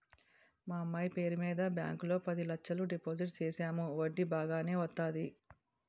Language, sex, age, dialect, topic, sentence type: Telugu, female, 36-40, Utterandhra, banking, statement